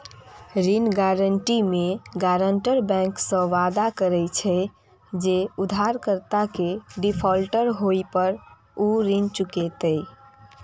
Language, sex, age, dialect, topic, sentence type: Maithili, female, 18-24, Eastern / Thethi, banking, statement